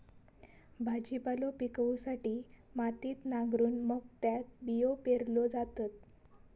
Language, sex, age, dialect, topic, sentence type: Marathi, female, 18-24, Southern Konkan, agriculture, statement